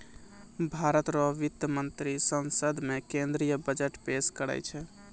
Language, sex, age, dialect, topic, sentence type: Maithili, male, 25-30, Angika, banking, statement